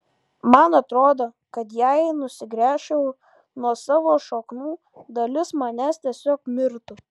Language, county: Lithuanian, Kaunas